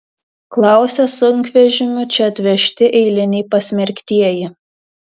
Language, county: Lithuanian, Tauragė